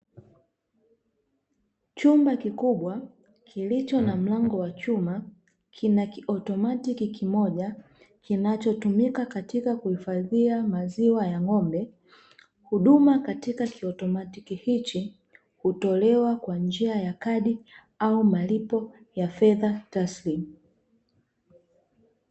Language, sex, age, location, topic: Swahili, female, 25-35, Dar es Salaam, finance